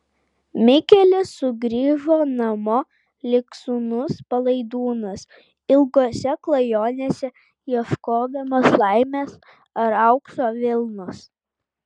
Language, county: Lithuanian, Vilnius